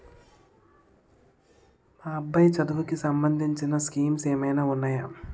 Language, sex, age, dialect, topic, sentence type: Telugu, male, 18-24, Utterandhra, banking, question